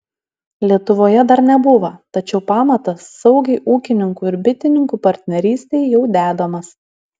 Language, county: Lithuanian, Alytus